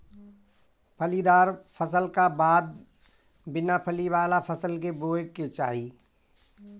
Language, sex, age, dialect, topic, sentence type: Bhojpuri, male, 41-45, Northern, agriculture, statement